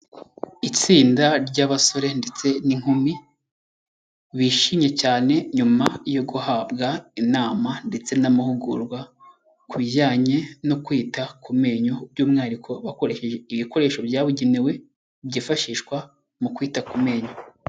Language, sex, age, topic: Kinyarwanda, male, 18-24, health